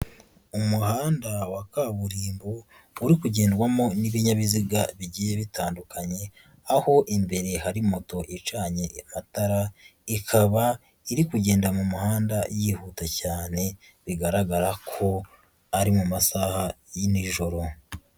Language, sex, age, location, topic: Kinyarwanda, female, 36-49, Nyagatare, government